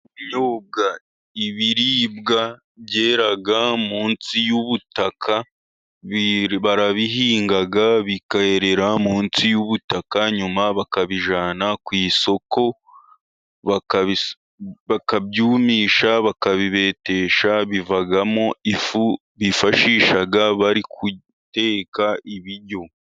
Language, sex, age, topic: Kinyarwanda, male, 36-49, agriculture